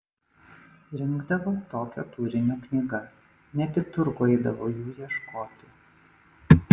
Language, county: Lithuanian, Panevėžys